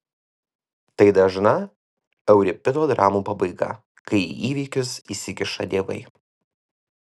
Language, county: Lithuanian, Vilnius